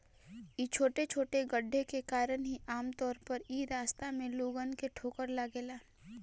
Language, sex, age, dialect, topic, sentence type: Bhojpuri, female, 18-24, Southern / Standard, agriculture, question